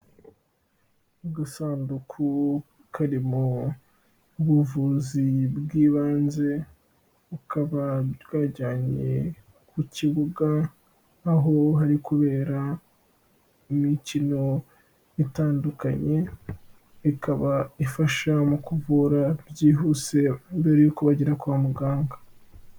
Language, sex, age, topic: Kinyarwanda, male, 18-24, health